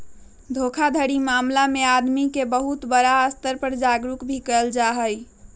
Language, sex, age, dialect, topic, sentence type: Magahi, female, 36-40, Western, banking, statement